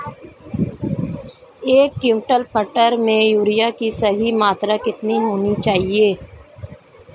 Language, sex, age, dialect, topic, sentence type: Hindi, female, 31-35, Marwari Dhudhari, agriculture, question